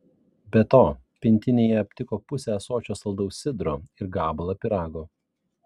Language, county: Lithuanian, Vilnius